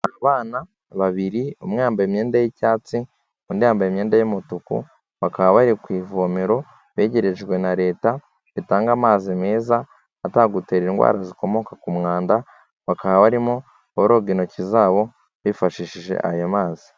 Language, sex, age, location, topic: Kinyarwanda, male, 18-24, Kigali, health